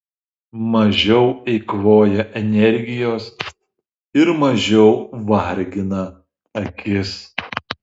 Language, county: Lithuanian, Šiauliai